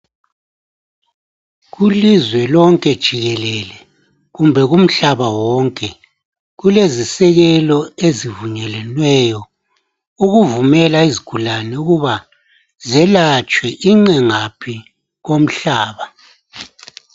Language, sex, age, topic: North Ndebele, male, 50+, health